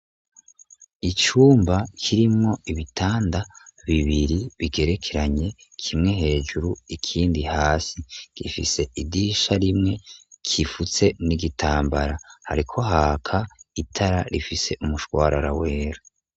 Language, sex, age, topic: Rundi, male, 18-24, education